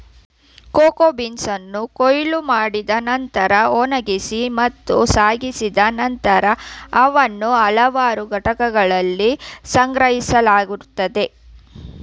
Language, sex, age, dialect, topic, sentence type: Kannada, female, 25-30, Mysore Kannada, agriculture, statement